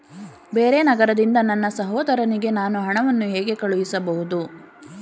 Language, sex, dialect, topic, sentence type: Kannada, female, Mysore Kannada, banking, question